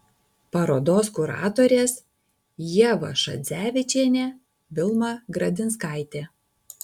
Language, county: Lithuanian, Alytus